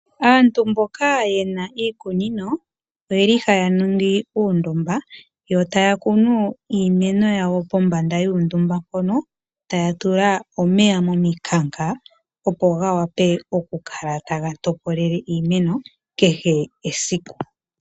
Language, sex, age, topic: Oshiwambo, female, 18-24, agriculture